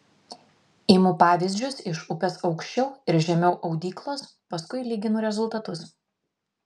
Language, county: Lithuanian, Vilnius